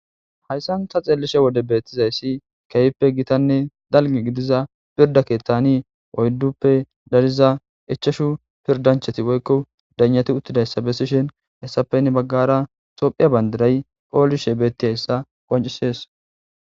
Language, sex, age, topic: Gamo, male, 18-24, government